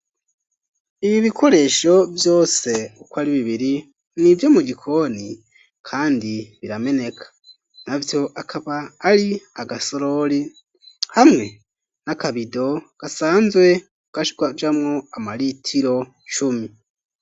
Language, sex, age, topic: Rundi, male, 25-35, education